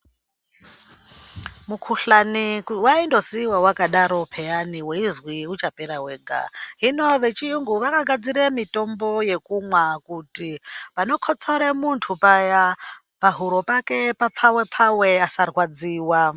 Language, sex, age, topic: Ndau, male, 25-35, health